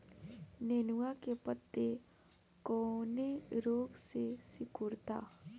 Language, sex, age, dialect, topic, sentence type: Bhojpuri, female, 25-30, Northern, agriculture, question